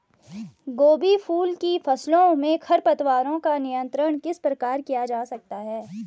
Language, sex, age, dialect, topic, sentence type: Hindi, female, 25-30, Garhwali, agriculture, question